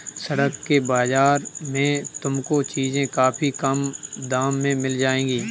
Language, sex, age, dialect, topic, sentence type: Hindi, male, 18-24, Kanauji Braj Bhasha, agriculture, statement